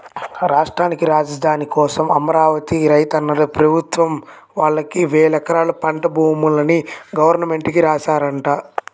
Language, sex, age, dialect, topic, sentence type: Telugu, male, 18-24, Central/Coastal, agriculture, statement